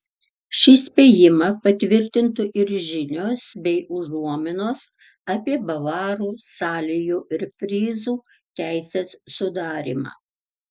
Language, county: Lithuanian, Tauragė